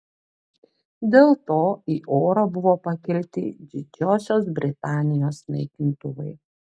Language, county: Lithuanian, Klaipėda